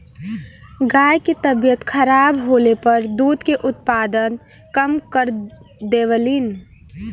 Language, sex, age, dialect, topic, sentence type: Bhojpuri, female, 18-24, Western, agriculture, statement